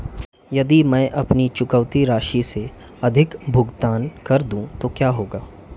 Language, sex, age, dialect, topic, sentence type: Hindi, male, 25-30, Marwari Dhudhari, banking, question